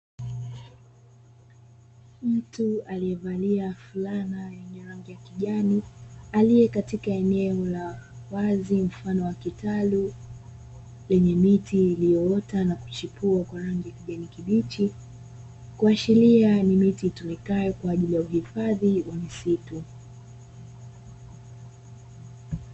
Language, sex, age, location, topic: Swahili, female, 25-35, Dar es Salaam, agriculture